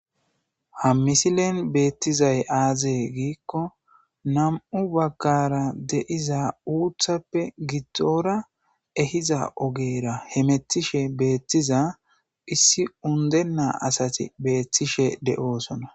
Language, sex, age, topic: Gamo, male, 18-24, agriculture